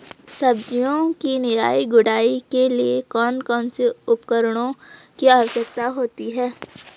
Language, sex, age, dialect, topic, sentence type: Hindi, female, 18-24, Garhwali, agriculture, question